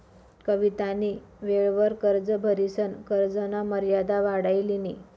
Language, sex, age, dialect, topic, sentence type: Marathi, female, 25-30, Northern Konkan, banking, statement